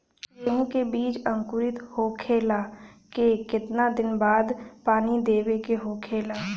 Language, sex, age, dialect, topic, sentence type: Bhojpuri, female, 18-24, Western, agriculture, question